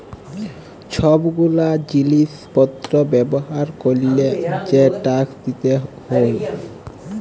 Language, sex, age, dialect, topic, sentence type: Bengali, male, 18-24, Jharkhandi, banking, statement